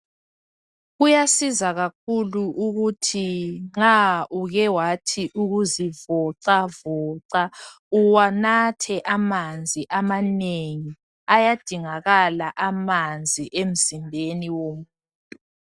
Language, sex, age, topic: North Ndebele, male, 25-35, health